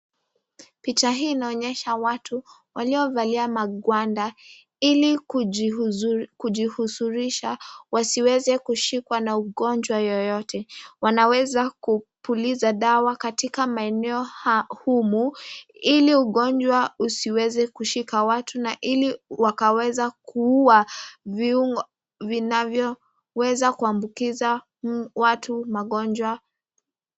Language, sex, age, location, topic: Swahili, female, 18-24, Nakuru, health